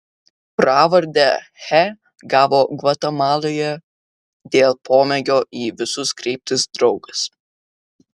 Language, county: Lithuanian, Vilnius